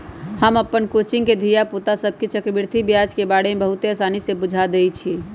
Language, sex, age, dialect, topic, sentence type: Magahi, male, 31-35, Western, banking, statement